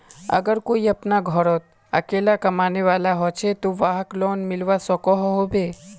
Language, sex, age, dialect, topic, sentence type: Magahi, male, 18-24, Northeastern/Surjapuri, banking, question